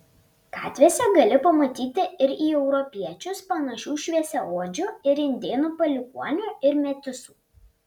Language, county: Lithuanian, Panevėžys